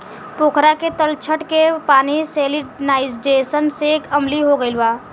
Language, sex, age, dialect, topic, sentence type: Bhojpuri, female, 18-24, Southern / Standard, agriculture, question